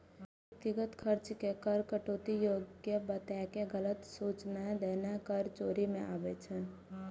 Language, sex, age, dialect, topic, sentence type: Maithili, female, 18-24, Eastern / Thethi, banking, statement